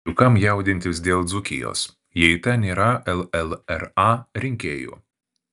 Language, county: Lithuanian, Šiauliai